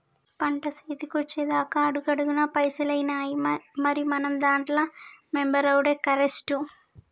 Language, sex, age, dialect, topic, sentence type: Telugu, male, 18-24, Telangana, banking, statement